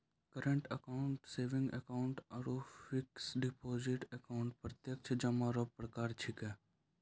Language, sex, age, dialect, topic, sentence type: Maithili, male, 18-24, Angika, banking, statement